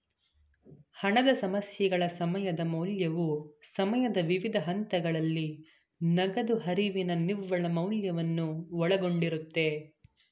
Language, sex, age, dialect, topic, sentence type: Kannada, male, 18-24, Mysore Kannada, banking, statement